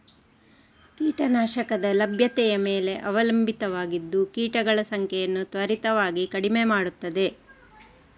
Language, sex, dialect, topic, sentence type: Kannada, female, Coastal/Dakshin, agriculture, statement